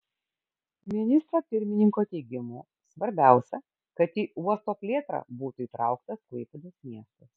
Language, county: Lithuanian, Kaunas